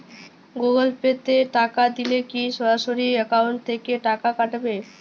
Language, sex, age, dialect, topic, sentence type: Bengali, female, <18, Jharkhandi, banking, question